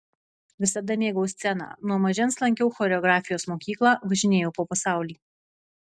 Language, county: Lithuanian, Vilnius